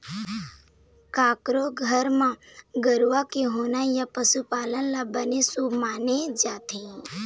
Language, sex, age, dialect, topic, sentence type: Chhattisgarhi, female, 18-24, Eastern, agriculture, statement